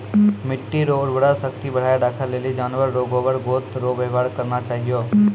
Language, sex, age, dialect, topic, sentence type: Maithili, male, 25-30, Angika, agriculture, statement